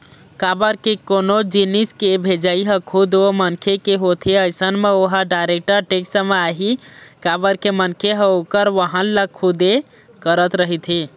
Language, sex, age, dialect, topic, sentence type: Chhattisgarhi, male, 18-24, Eastern, banking, statement